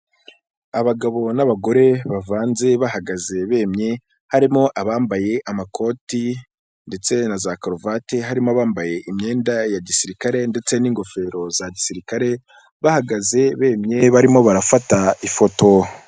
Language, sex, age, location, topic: Kinyarwanda, female, 25-35, Kigali, government